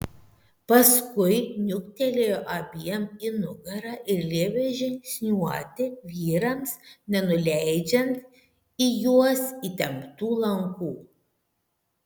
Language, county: Lithuanian, Šiauliai